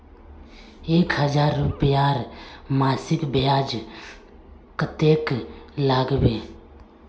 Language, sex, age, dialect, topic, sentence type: Magahi, male, 18-24, Northeastern/Surjapuri, banking, question